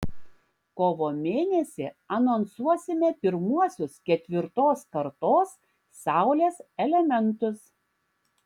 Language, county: Lithuanian, Klaipėda